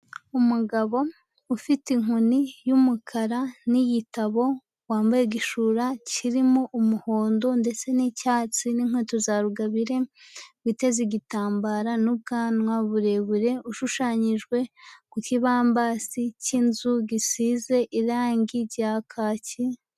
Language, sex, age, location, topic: Kinyarwanda, female, 25-35, Huye, education